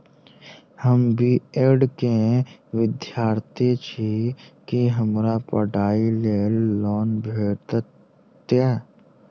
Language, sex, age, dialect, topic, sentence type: Maithili, male, 18-24, Southern/Standard, banking, question